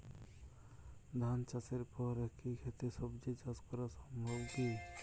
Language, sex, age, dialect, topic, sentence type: Bengali, male, 25-30, Jharkhandi, agriculture, question